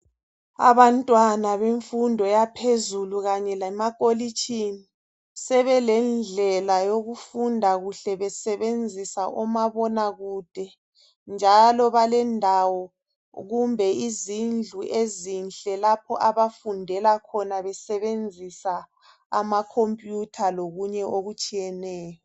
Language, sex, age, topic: North Ndebele, male, 36-49, education